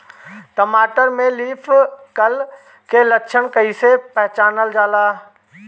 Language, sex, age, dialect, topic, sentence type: Bhojpuri, male, 60-100, Northern, agriculture, question